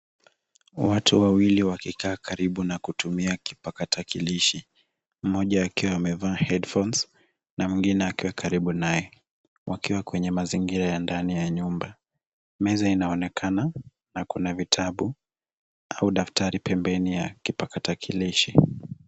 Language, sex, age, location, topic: Swahili, male, 25-35, Nairobi, education